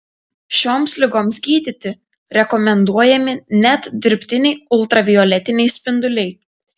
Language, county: Lithuanian, Telšiai